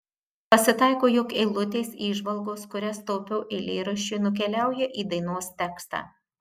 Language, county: Lithuanian, Marijampolė